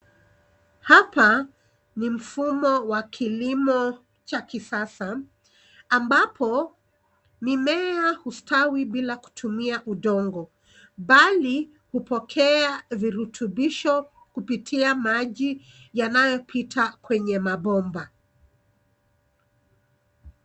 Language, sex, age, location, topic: Swahili, female, 36-49, Nairobi, agriculture